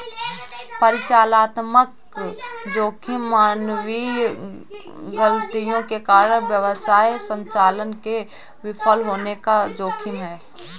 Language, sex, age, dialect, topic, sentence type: Hindi, female, 18-24, Awadhi Bundeli, banking, statement